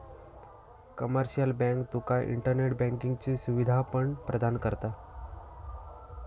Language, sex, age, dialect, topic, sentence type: Marathi, male, 18-24, Southern Konkan, banking, statement